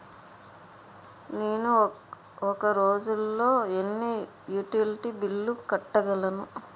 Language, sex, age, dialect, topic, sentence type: Telugu, female, 41-45, Utterandhra, banking, question